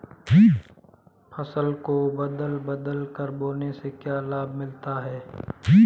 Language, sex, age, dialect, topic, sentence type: Hindi, male, 25-30, Marwari Dhudhari, agriculture, question